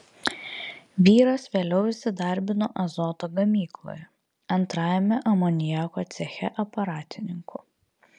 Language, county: Lithuanian, Vilnius